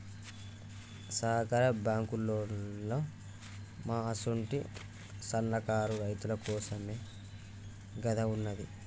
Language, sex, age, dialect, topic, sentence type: Telugu, male, 18-24, Telangana, banking, statement